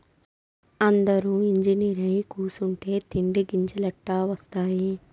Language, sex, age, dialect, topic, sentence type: Telugu, female, 18-24, Southern, agriculture, statement